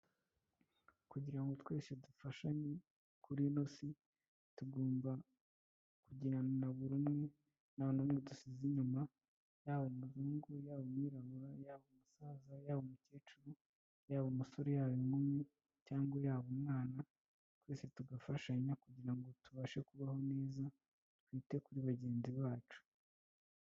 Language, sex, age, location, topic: Kinyarwanda, female, 18-24, Kigali, health